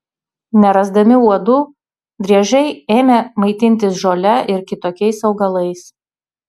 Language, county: Lithuanian, Utena